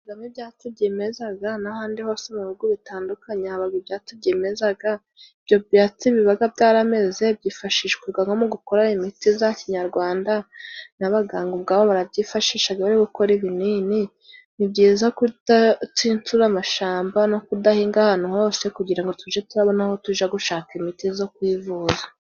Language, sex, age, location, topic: Kinyarwanda, female, 25-35, Musanze, health